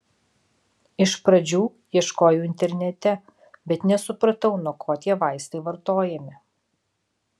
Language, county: Lithuanian, Alytus